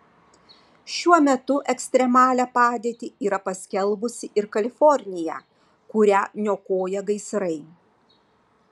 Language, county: Lithuanian, Vilnius